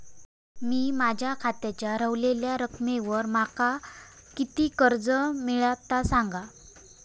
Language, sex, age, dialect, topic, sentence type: Marathi, female, 18-24, Southern Konkan, banking, question